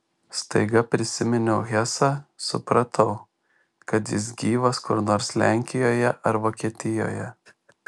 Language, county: Lithuanian, Šiauliai